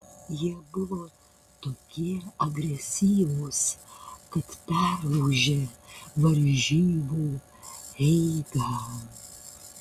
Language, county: Lithuanian, Panevėžys